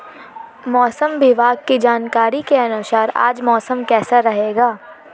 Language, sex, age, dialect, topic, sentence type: Hindi, female, 18-24, Marwari Dhudhari, agriculture, question